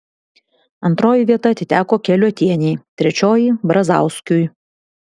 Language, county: Lithuanian, Vilnius